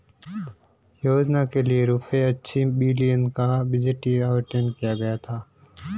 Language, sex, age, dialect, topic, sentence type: Hindi, male, 25-30, Marwari Dhudhari, agriculture, statement